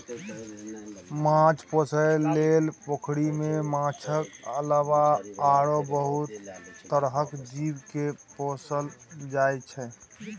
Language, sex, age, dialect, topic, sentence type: Maithili, male, 18-24, Bajjika, agriculture, statement